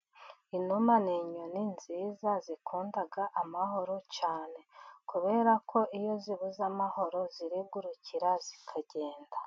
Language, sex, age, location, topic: Kinyarwanda, female, 36-49, Musanze, agriculture